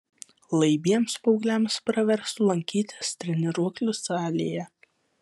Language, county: Lithuanian, Vilnius